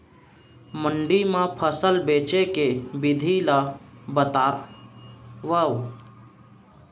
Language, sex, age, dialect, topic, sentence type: Chhattisgarhi, male, 31-35, Central, agriculture, question